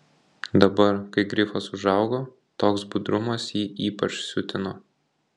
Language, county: Lithuanian, Kaunas